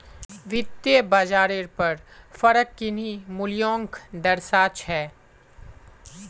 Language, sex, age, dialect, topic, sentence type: Magahi, male, 25-30, Northeastern/Surjapuri, banking, statement